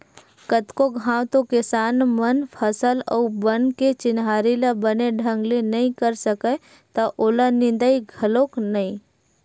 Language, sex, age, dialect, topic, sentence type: Chhattisgarhi, female, 25-30, Western/Budati/Khatahi, agriculture, statement